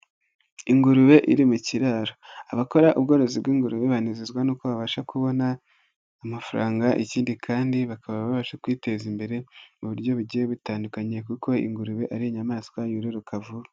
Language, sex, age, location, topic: Kinyarwanda, female, 18-24, Nyagatare, agriculture